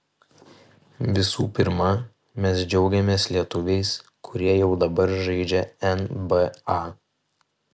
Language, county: Lithuanian, Vilnius